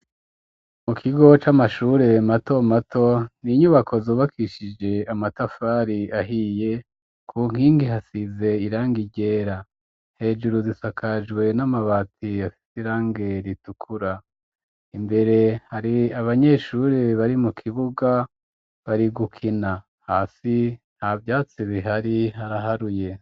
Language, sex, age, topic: Rundi, male, 36-49, education